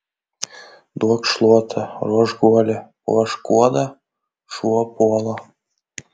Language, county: Lithuanian, Kaunas